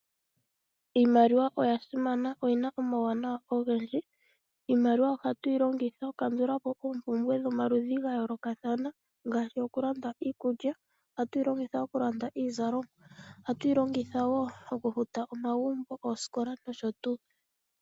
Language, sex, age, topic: Oshiwambo, female, 25-35, finance